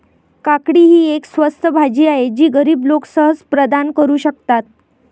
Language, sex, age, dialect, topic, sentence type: Marathi, female, 18-24, Varhadi, agriculture, statement